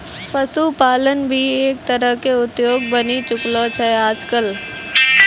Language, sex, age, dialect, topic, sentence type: Maithili, female, 18-24, Angika, agriculture, statement